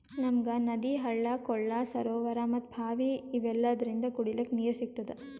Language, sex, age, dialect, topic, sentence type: Kannada, female, 18-24, Northeastern, agriculture, statement